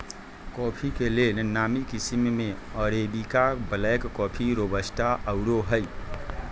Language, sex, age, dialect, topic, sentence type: Magahi, male, 31-35, Western, agriculture, statement